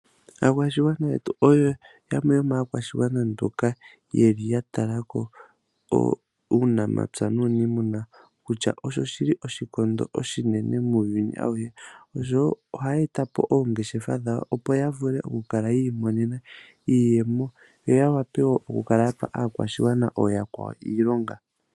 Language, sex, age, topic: Oshiwambo, male, 25-35, finance